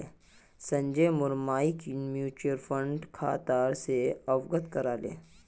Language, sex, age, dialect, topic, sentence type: Magahi, male, 18-24, Northeastern/Surjapuri, banking, statement